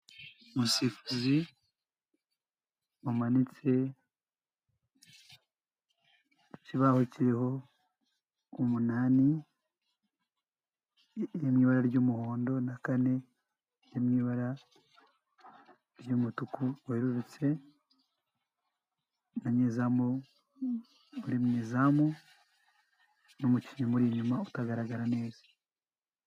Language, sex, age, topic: Kinyarwanda, male, 18-24, government